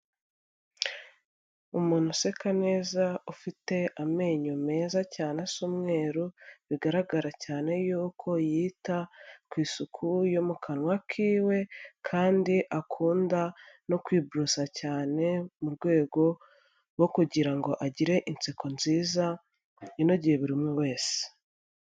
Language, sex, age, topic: Kinyarwanda, female, 25-35, health